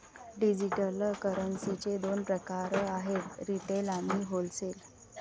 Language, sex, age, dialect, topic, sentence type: Marathi, female, 31-35, Varhadi, banking, statement